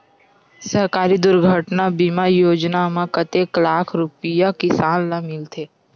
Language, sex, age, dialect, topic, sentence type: Chhattisgarhi, female, 51-55, Western/Budati/Khatahi, agriculture, question